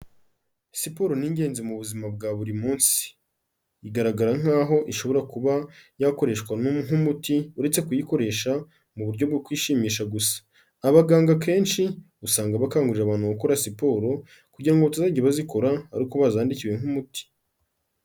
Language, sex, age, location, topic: Kinyarwanda, male, 36-49, Kigali, health